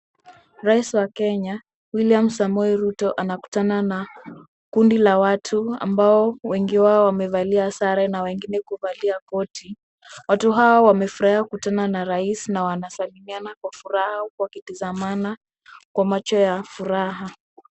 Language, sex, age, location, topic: Swahili, female, 18-24, Kisumu, government